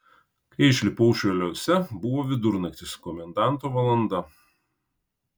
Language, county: Lithuanian, Kaunas